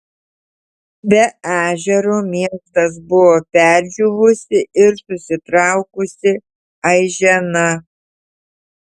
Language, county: Lithuanian, Tauragė